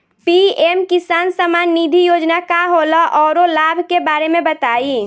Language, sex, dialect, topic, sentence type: Bhojpuri, female, Northern, agriculture, question